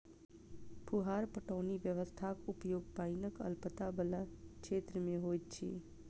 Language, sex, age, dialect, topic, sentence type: Maithili, female, 25-30, Southern/Standard, agriculture, statement